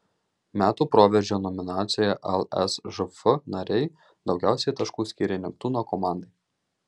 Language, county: Lithuanian, Marijampolė